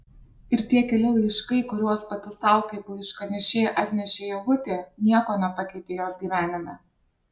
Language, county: Lithuanian, Alytus